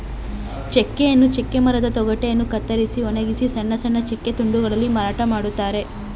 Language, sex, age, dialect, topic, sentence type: Kannada, female, 25-30, Mysore Kannada, agriculture, statement